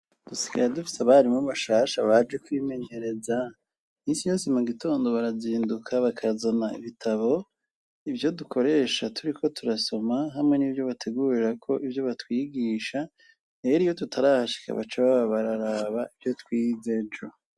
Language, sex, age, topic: Rundi, male, 36-49, education